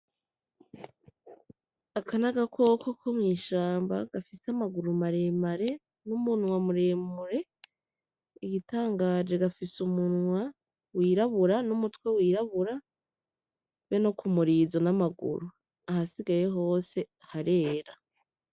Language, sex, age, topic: Rundi, female, 25-35, agriculture